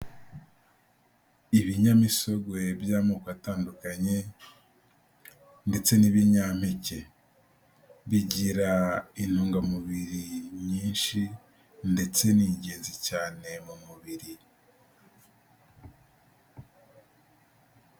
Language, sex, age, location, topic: Kinyarwanda, male, 18-24, Nyagatare, agriculture